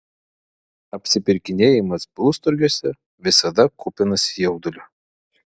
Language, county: Lithuanian, Vilnius